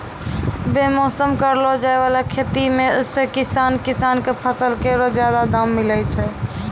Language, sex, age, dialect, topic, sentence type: Maithili, female, 18-24, Angika, agriculture, statement